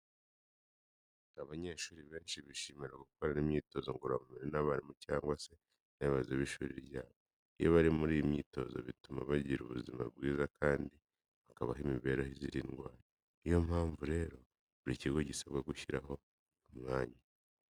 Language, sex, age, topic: Kinyarwanda, male, 25-35, education